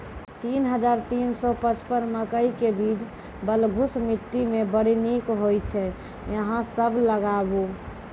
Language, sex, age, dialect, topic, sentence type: Maithili, female, 25-30, Angika, agriculture, question